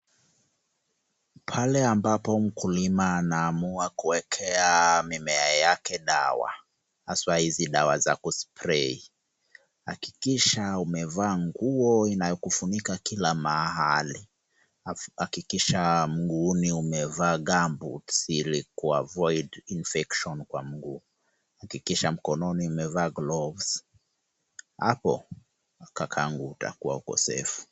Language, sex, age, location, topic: Swahili, male, 25-35, Kisumu, health